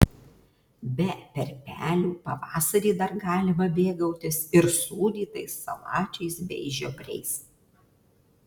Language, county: Lithuanian, Alytus